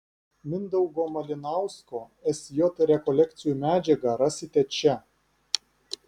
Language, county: Lithuanian, Vilnius